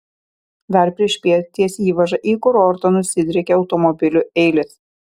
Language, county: Lithuanian, Kaunas